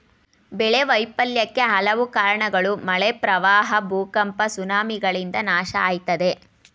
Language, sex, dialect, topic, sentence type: Kannada, female, Mysore Kannada, agriculture, statement